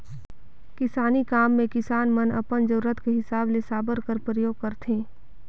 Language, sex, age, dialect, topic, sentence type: Chhattisgarhi, female, 18-24, Northern/Bhandar, agriculture, statement